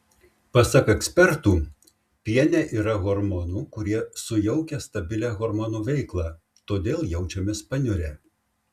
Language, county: Lithuanian, Šiauliai